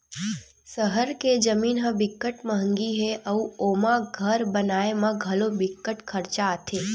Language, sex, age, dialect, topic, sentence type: Chhattisgarhi, female, 31-35, Western/Budati/Khatahi, banking, statement